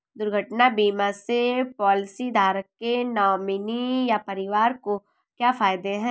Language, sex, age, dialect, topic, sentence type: Hindi, female, 18-24, Awadhi Bundeli, banking, statement